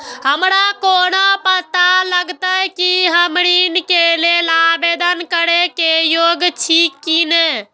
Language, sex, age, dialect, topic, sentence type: Maithili, female, 18-24, Eastern / Thethi, banking, statement